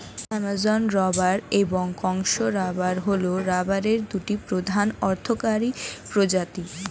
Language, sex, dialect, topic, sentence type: Bengali, female, Standard Colloquial, agriculture, statement